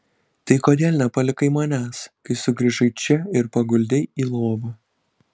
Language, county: Lithuanian, Kaunas